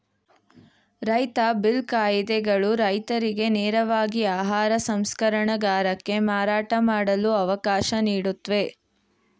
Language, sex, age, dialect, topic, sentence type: Kannada, female, 18-24, Mysore Kannada, agriculture, statement